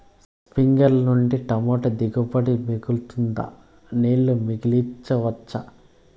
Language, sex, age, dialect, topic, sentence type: Telugu, male, 25-30, Southern, agriculture, question